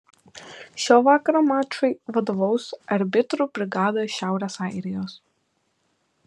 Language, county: Lithuanian, Panevėžys